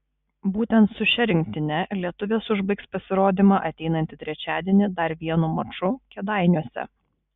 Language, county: Lithuanian, Kaunas